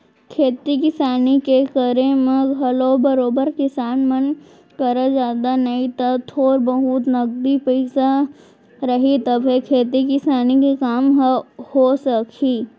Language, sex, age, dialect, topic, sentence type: Chhattisgarhi, female, 18-24, Central, banking, statement